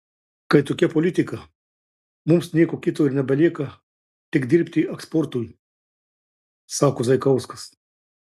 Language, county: Lithuanian, Klaipėda